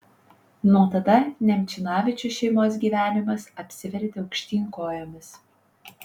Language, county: Lithuanian, Panevėžys